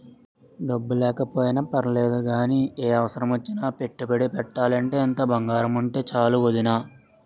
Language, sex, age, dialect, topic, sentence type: Telugu, male, 56-60, Utterandhra, banking, statement